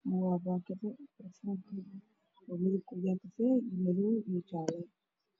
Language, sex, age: Somali, female, 25-35